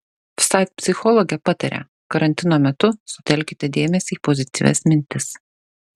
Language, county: Lithuanian, Šiauliai